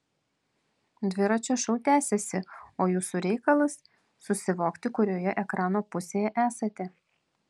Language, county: Lithuanian, Vilnius